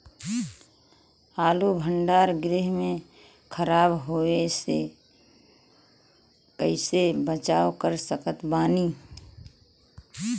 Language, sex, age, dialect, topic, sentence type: Bhojpuri, female, 18-24, Western, agriculture, question